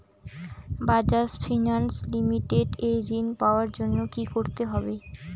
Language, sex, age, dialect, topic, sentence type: Bengali, female, 18-24, Rajbangshi, banking, question